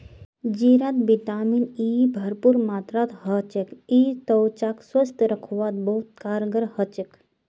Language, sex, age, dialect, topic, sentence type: Magahi, female, 18-24, Northeastern/Surjapuri, agriculture, statement